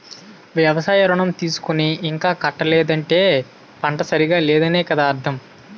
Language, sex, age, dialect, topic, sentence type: Telugu, male, 18-24, Utterandhra, banking, statement